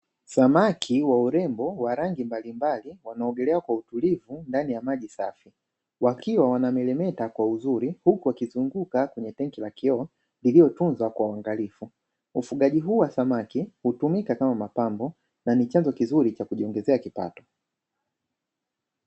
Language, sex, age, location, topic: Swahili, male, 18-24, Dar es Salaam, agriculture